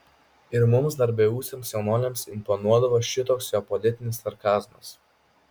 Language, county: Lithuanian, Kaunas